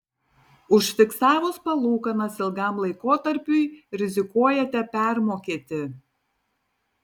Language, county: Lithuanian, Tauragė